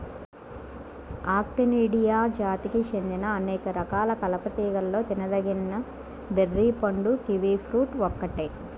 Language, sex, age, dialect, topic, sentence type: Telugu, male, 41-45, Central/Coastal, agriculture, statement